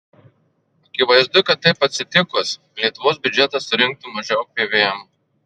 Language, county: Lithuanian, Marijampolė